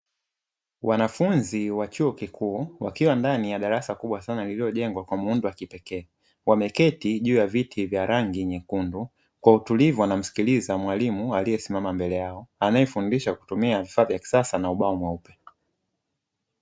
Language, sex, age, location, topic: Swahili, male, 25-35, Dar es Salaam, education